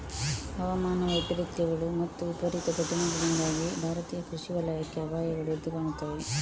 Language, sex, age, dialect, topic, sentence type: Kannada, female, 18-24, Coastal/Dakshin, agriculture, statement